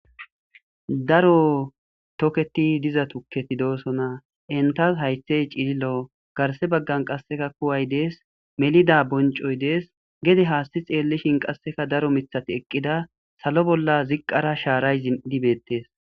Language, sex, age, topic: Gamo, male, 25-35, agriculture